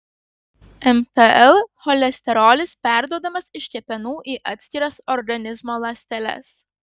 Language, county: Lithuanian, Kaunas